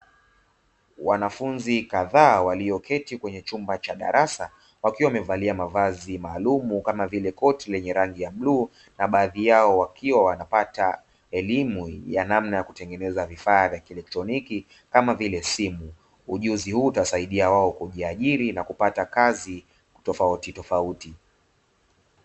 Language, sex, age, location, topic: Swahili, male, 25-35, Dar es Salaam, education